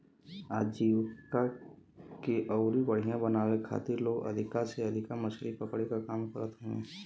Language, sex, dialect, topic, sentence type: Bhojpuri, male, Western, agriculture, statement